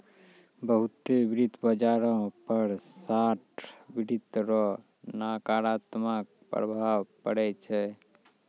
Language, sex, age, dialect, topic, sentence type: Maithili, male, 36-40, Angika, banking, statement